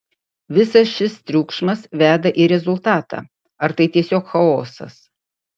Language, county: Lithuanian, Utena